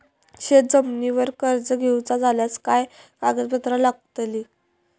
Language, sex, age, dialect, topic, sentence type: Marathi, female, 25-30, Southern Konkan, banking, question